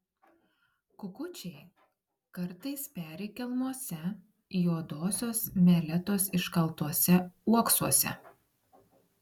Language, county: Lithuanian, Klaipėda